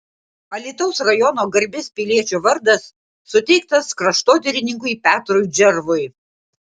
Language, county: Lithuanian, Klaipėda